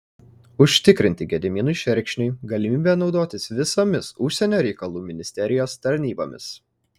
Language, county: Lithuanian, Kaunas